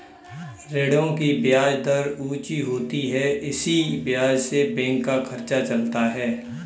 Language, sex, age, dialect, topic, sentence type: Hindi, male, 25-30, Kanauji Braj Bhasha, banking, statement